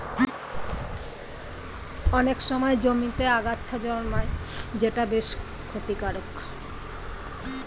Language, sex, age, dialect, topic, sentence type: Bengali, female, 41-45, Standard Colloquial, agriculture, statement